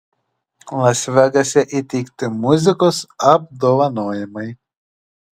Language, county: Lithuanian, Šiauliai